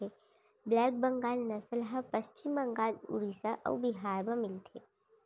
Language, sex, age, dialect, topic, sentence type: Chhattisgarhi, female, 36-40, Central, agriculture, statement